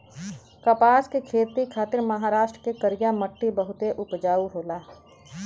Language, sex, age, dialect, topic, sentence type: Bhojpuri, female, 36-40, Western, agriculture, statement